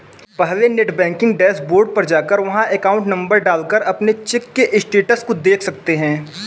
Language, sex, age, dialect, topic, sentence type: Hindi, male, 18-24, Kanauji Braj Bhasha, banking, statement